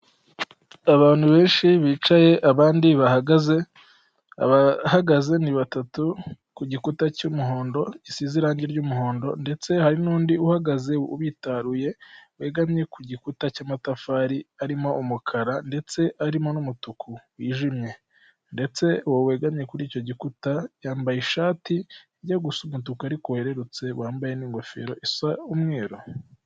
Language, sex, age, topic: Kinyarwanda, male, 18-24, government